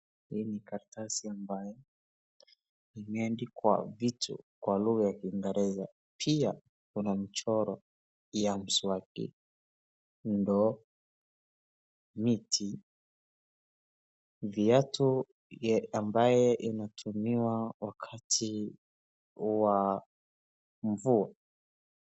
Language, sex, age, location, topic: Swahili, male, 36-49, Wajir, education